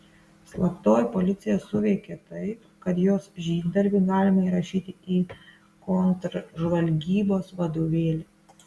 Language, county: Lithuanian, Klaipėda